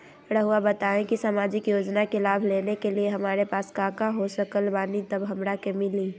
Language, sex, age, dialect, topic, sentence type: Magahi, female, 60-100, Southern, banking, question